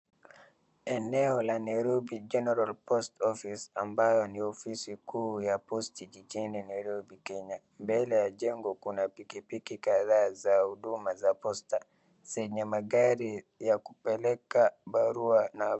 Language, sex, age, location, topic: Swahili, male, 36-49, Wajir, government